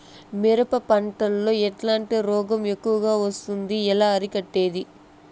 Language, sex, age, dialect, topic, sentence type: Telugu, female, 18-24, Southern, agriculture, question